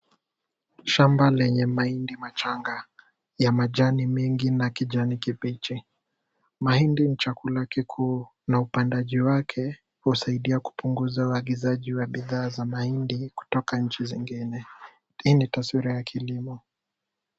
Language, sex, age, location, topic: Swahili, male, 18-24, Kisumu, agriculture